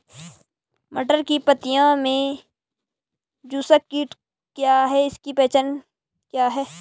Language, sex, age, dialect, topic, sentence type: Hindi, female, 25-30, Garhwali, agriculture, question